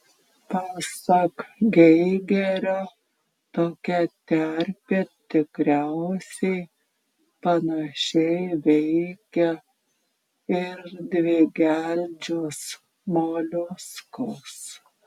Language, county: Lithuanian, Klaipėda